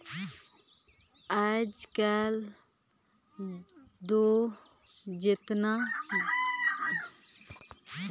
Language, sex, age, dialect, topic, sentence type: Chhattisgarhi, female, 25-30, Northern/Bhandar, banking, statement